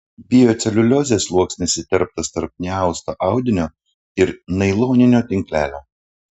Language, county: Lithuanian, Panevėžys